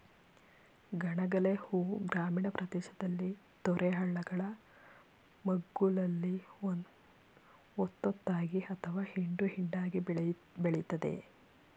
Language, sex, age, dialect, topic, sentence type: Kannada, female, 25-30, Mysore Kannada, agriculture, statement